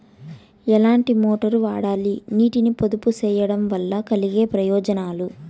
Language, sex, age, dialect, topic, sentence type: Telugu, female, 25-30, Southern, agriculture, question